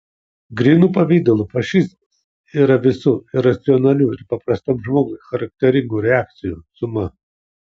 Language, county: Lithuanian, Kaunas